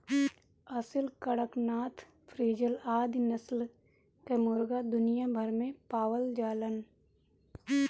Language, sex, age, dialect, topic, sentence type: Bhojpuri, female, 25-30, Northern, agriculture, statement